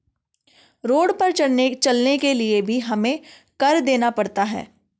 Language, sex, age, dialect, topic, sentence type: Hindi, female, 25-30, Garhwali, banking, statement